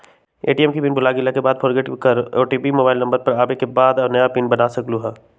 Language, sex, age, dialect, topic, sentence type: Magahi, male, 18-24, Western, banking, question